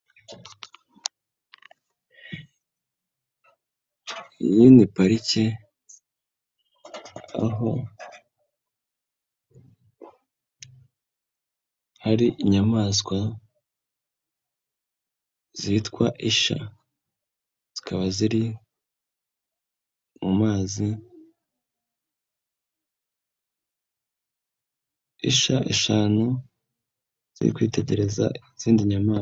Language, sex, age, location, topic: Kinyarwanda, male, 25-35, Nyagatare, agriculture